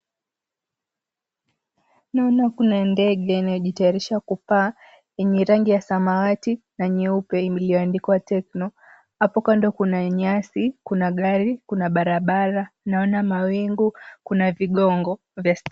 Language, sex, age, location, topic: Swahili, male, 18-24, Mombasa, government